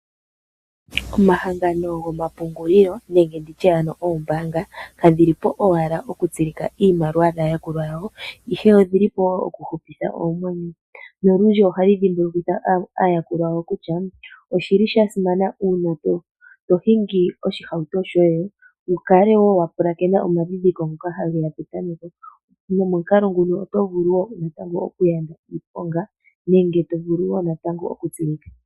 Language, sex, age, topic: Oshiwambo, female, 25-35, finance